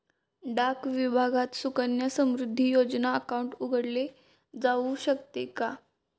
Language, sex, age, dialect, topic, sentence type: Marathi, female, 18-24, Standard Marathi, banking, question